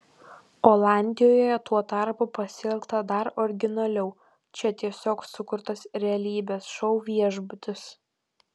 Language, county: Lithuanian, Kaunas